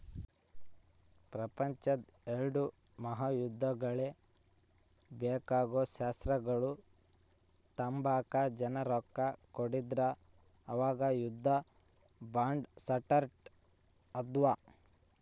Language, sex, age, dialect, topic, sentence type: Kannada, male, 25-30, Central, banking, statement